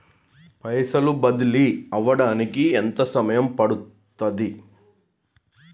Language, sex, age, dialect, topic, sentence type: Telugu, male, 41-45, Telangana, banking, question